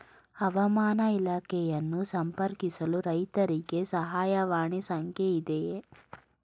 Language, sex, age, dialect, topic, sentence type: Kannada, female, 18-24, Mysore Kannada, agriculture, question